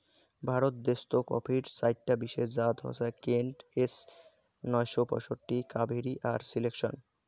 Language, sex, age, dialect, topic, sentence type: Bengali, male, 18-24, Rajbangshi, agriculture, statement